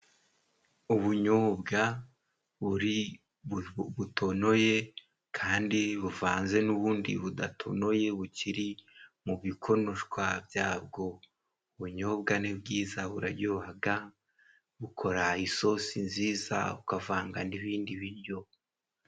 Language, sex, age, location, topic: Kinyarwanda, male, 18-24, Musanze, agriculture